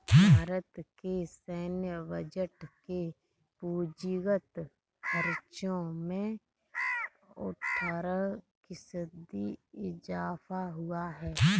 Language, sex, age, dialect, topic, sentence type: Hindi, female, 31-35, Kanauji Braj Bhasha, banking, statement